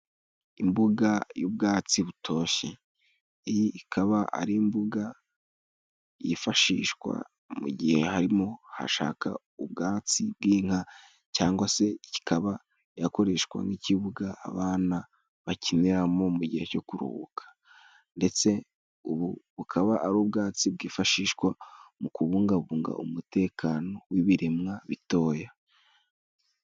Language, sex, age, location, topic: Kinyarwanda, male, 18-24, Musanze, agriculture